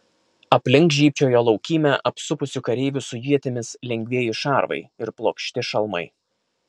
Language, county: Lithuanian, Kaunas